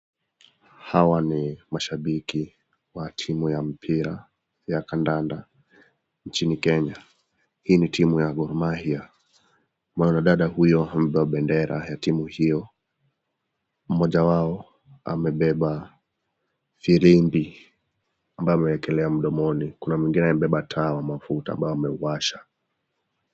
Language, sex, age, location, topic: Swahili, male, 18-24, Nakuru, government